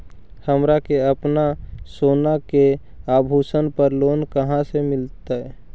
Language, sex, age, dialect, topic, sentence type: Magahi, male, 41-45, Central/Standard, banking, statement